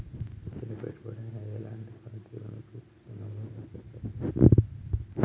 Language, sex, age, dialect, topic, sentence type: Telugu, male, 31-35, Telangana, banking, statement